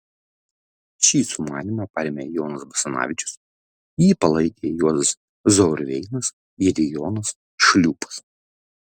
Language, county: Lithuanian, Vilnius